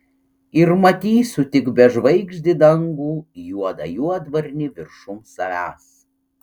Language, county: Lithuanian, Panevėžys